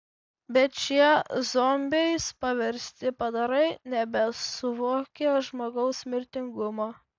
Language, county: Lithuanian, Vilnius